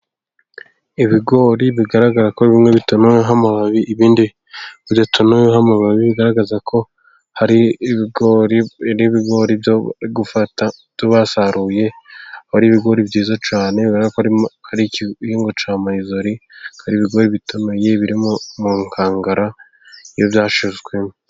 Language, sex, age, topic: Kinyarwanda, male, 18-24, agriculture